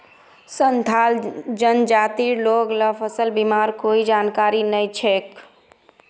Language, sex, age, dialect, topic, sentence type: Magahi, female, 31-35, Northeastern/Surjapuri, banking, statement